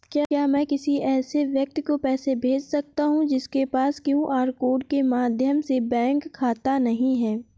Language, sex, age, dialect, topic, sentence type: Hindi, female, 18-24, Awadhi Bundeli, banking, question